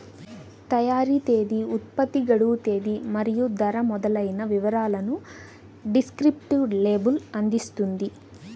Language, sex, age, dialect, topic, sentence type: Telugu, female, 18-24, Central/Coastal, banking, statement